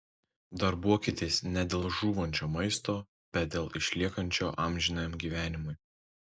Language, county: Lithuanian, Tauragė